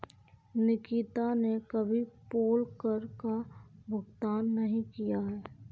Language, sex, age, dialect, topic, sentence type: Hindi, female, 18-24, Kanauji Braj Bhasha, banking, statement